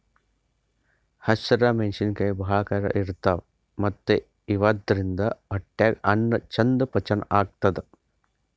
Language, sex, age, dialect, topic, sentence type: Kannada, male, 60-100, Northeastern, agriculture, statement